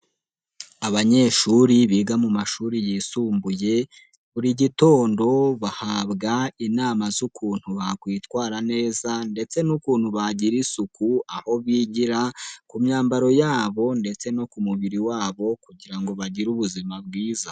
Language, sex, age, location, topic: Kinyarwanda, male, 18-24, Nyagatare, education